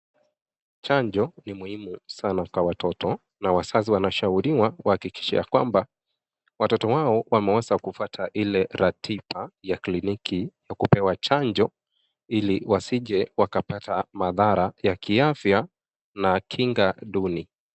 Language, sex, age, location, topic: Swahili, male, 25-35, Nakuru, health